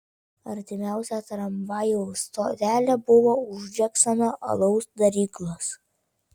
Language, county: Lithuanian, Vilnius